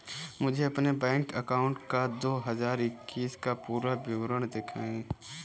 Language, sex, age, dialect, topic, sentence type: Hindi, male, 18-24, Kanauji Braj Bhasha, banking, question